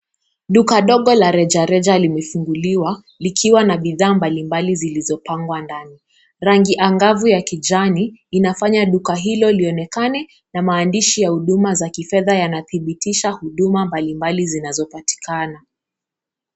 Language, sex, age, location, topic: Swahili, female, 18-24, Kisumu, finance